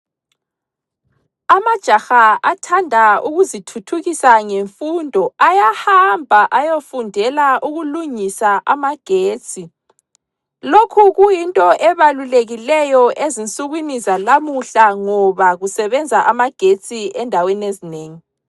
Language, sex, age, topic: North Ndebele, female, 25-35, education